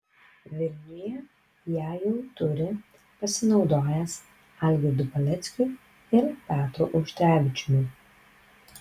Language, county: Lithuanian, Kaunas